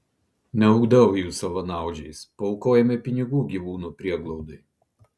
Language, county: Lithuanian, Klaipėda